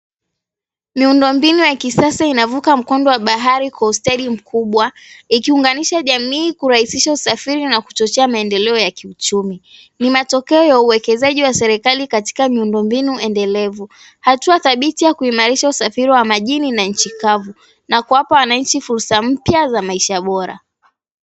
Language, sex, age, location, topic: Swahili, female, 18-24, Mombasa, government